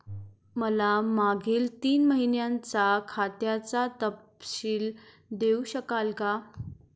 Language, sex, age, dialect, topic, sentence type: Marathi, female, 18-24, Standard Marathi, banking, question